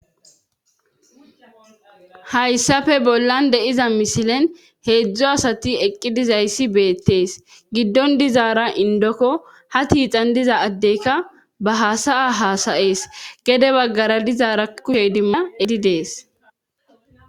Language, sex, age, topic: Gamo, female, 25-35, government